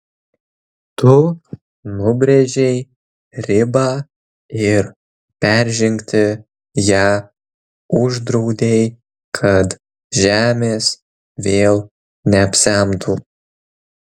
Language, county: Lithuanian, Kaunas